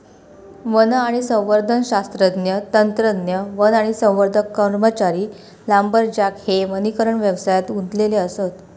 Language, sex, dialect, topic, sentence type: Marathi, female, Southern Konkan, agriculture, statement